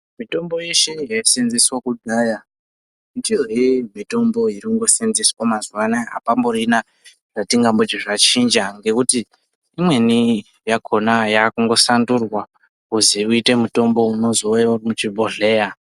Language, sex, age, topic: Ndau, male, 25-35, health